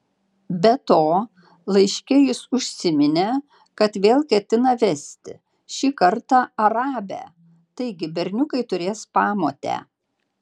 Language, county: Lithuanian, Panevėžys